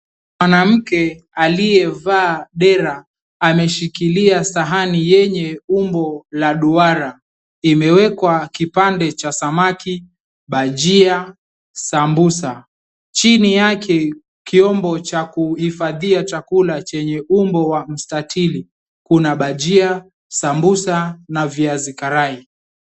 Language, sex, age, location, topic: Swahili, male, 18-24, Mombasa, agriculture